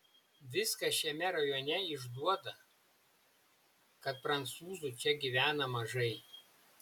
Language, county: Lithuanian, Šiauliai